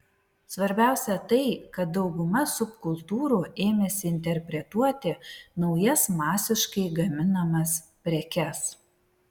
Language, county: Lithuanian, Vilnius